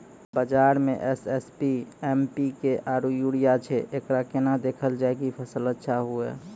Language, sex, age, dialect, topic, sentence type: Maithili, male, 25-30, Angika, agriculture, question